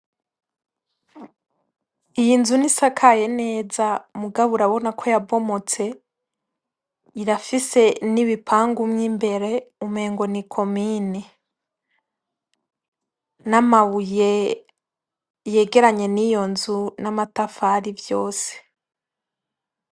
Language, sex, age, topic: Rundi, female, 18-24, education